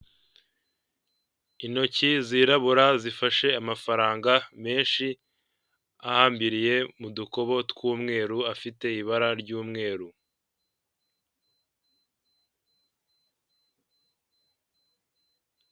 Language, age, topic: Kinyarwanda, 18-24, finance